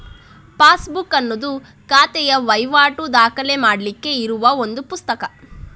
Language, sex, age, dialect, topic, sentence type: Kannada, female, 60-100, Coastal/Dakshin, banking, statement